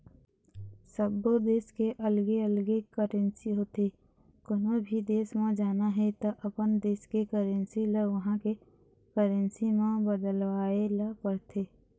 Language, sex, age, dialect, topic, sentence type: Chhattisgarhi, female, 31-35, Eastern, banking, statement